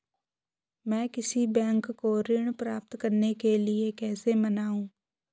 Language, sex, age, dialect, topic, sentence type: Hindi, male, 18-24, Hindustani Malvi Khadi Boli, banking, question